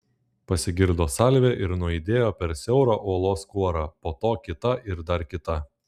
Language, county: Lithuanian, Klaipėda